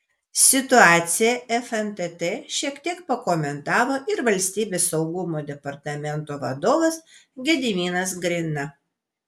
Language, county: Lithuanian, Vilnius